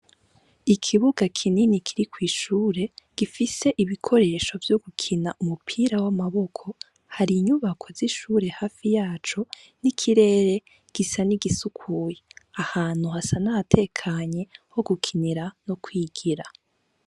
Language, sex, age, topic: Rundi, female, 18-24, education